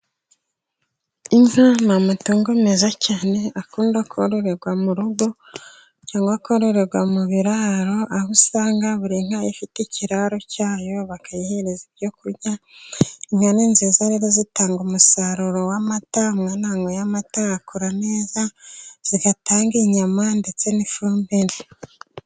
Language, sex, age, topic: Kinyarwanda, female, 25-35, agriculture